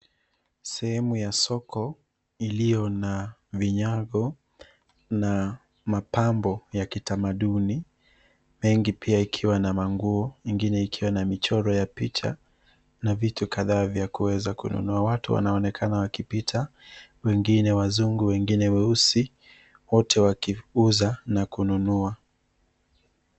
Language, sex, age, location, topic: Swahili, male, 25-35, Nairobi, finance